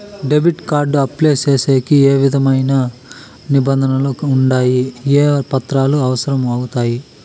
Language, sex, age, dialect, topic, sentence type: Telugu, male, 18-24, Southern, banking, question